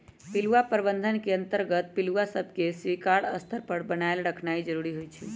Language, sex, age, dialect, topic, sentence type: Magahi, female, 25-30, Western, agriculture, statement